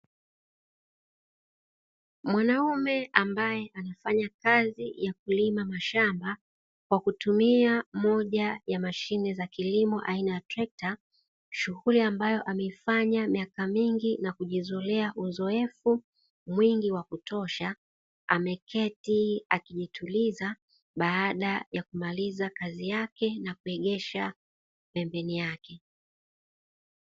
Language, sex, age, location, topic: Swahili, female, 36-49, Dar es Salaam, agriculture